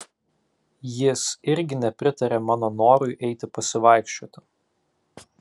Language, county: Lithuanian, Alytus